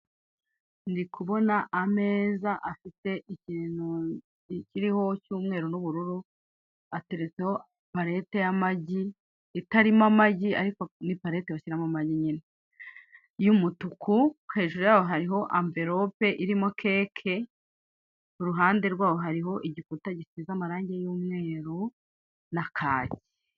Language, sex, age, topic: Kinyarwanda, female, 36-49, finance